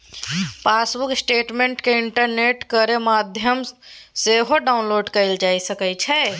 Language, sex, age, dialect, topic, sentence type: Maithili, female, 18-24, Bajjika, banking, statement